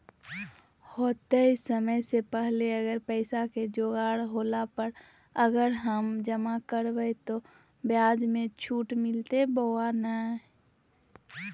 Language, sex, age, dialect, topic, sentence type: Magahi, female, 31-35, Southern, banking, question